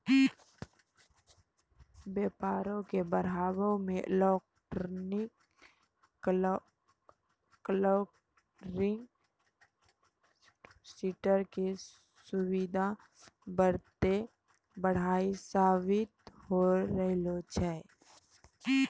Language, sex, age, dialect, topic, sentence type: Maithili, female, 18-24, Angika, banking, statement